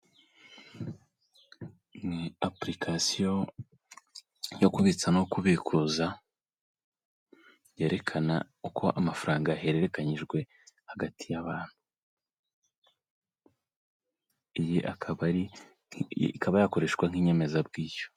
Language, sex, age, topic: Kinyarwanda, male, 18-24, finance